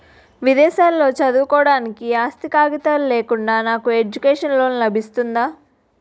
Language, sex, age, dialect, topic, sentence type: Telugu, female, 60-100, Utterandhra, banking, question